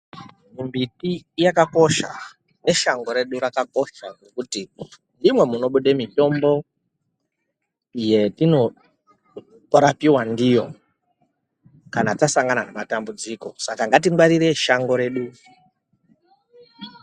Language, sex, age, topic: Ndau, male, 36-49, health